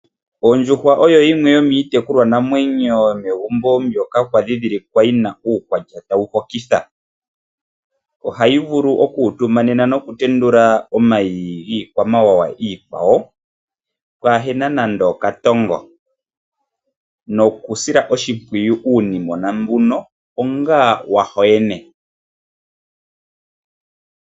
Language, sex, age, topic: Oshiwambo, male, 25-35, agriculture